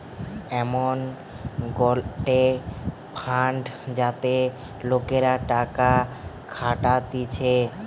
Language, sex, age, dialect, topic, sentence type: Bengali, male, 18-24, Western, banking, statement